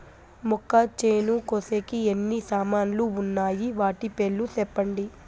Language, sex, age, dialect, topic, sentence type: Telugu, female, 18-24, Southern, agriculture, question